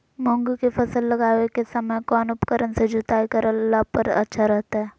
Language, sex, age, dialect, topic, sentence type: Magahi, female, 18-24, Southern, agriculture, question